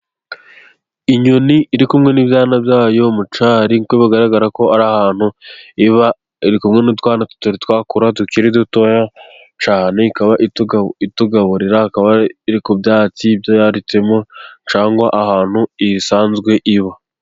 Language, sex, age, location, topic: Kinyarwanda, male, 25-35, Gakenke, agriculture